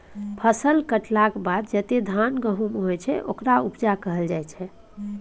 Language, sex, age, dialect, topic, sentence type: Maithili, female, 18-24, Bajjika, banking, statement